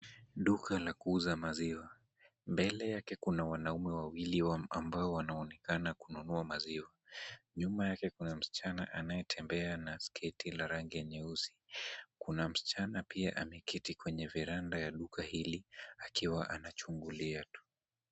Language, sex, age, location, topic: Swahili, male, 18-24, Kisumu, finance